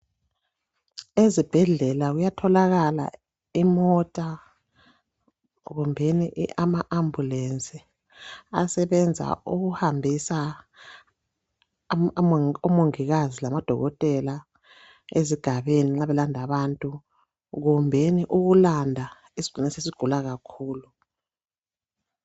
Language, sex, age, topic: North Ndebele, female, 36-49, health